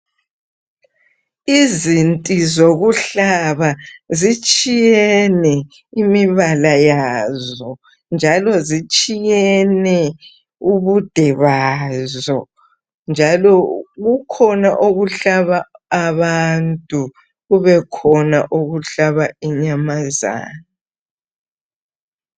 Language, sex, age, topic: North Ndebele, female, 50+, health